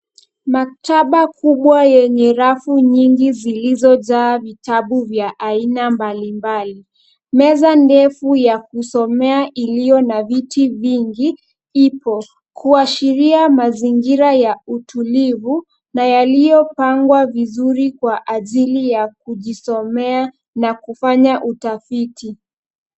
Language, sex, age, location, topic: Swahili, female, 18-24, Nairobi, education